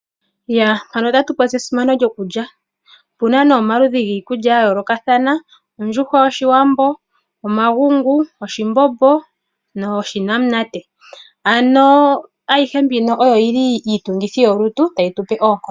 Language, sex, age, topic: Oshiwambo, female, 25-35, agriculture